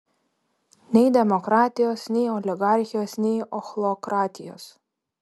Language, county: Lithuanian, Panevėžys